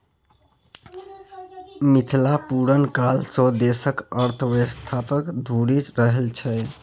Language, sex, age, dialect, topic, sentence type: Maithili, male, 31-35, Bajjika, banking, statement